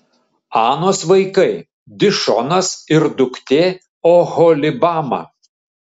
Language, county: Lithuanian, Šiauliai